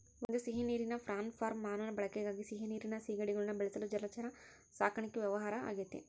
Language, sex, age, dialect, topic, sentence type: Kannada, male, 18-24, Central, agriculture, statement